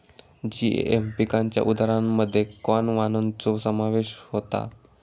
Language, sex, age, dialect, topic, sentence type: Marathi, male, 18-24, Southern Konkan, agriculture, statement